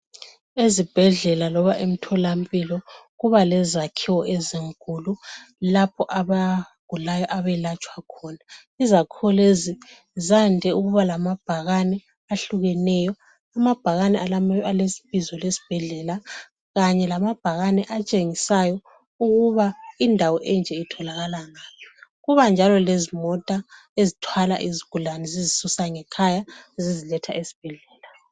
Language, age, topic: North Ndebele, 36-49, health